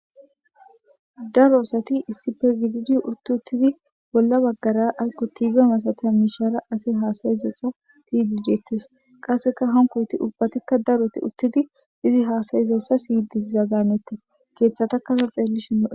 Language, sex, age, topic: Gamo, female, 18-24, government